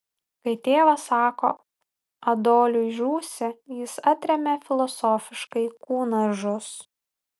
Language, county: Lithuanian, Vilnius